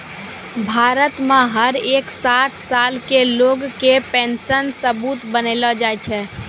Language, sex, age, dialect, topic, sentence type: Maithili, female, 18-24, Angika, banking, statement